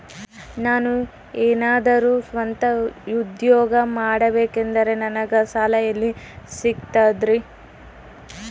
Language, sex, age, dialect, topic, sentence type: Kannada, female, 18-24, Central, banking, question